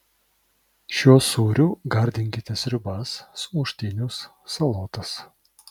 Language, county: Lithuanian, Vilnius